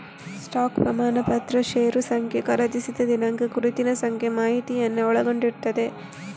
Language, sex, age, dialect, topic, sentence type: Kannada, female, 25-30, Coastal/Dakshin, banking, statement